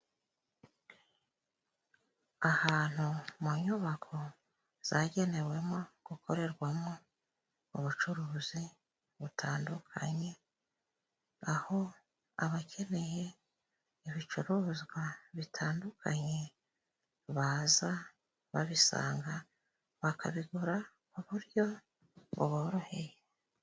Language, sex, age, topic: Kinyarwanda, female, 36-49, finance